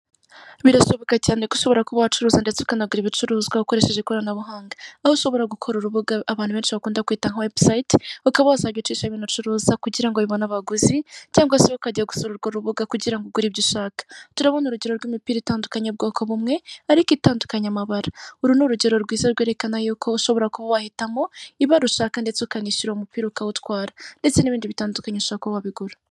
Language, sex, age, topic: Kinyarwanda, female, 18-24, finance